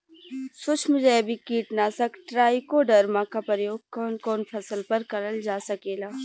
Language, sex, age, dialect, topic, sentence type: Bhojpuri, female, 25-30, Western, agriculture, question